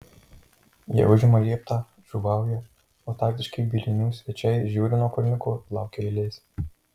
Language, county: Lithuanian, Marijampolė